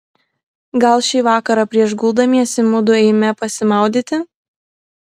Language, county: Lithuanian, Klaipėda